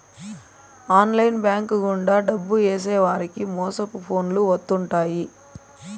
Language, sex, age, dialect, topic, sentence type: Telugu, female, 31-35, Southern, banking, statement